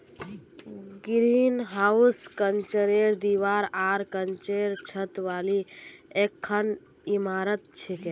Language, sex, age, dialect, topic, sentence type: Magahi, female, 18-24, Northeastern/Surjapuri, agriculture, statement